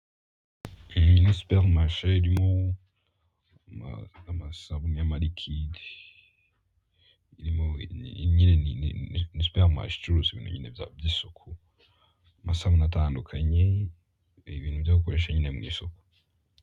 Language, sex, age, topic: Kinyarwanda, male, 18-24, finance